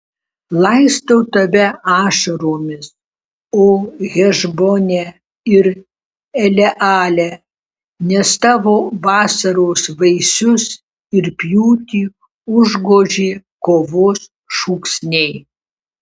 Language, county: Lithuanian, Kaunas